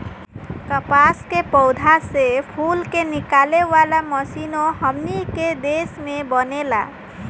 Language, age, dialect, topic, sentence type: Bhojpuri, 18-24, Southern / Standard, agriculture, statement